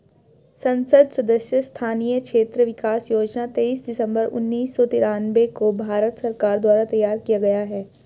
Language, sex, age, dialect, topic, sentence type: Hindi, female, 31-35, Hindustani Malvi Khadi Boli, banking, statement